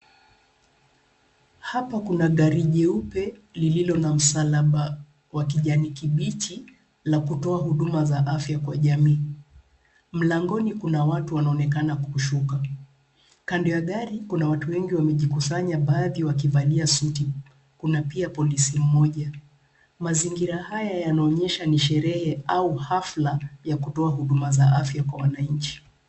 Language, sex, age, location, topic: Swahili, female, 36-49, Nairobi, health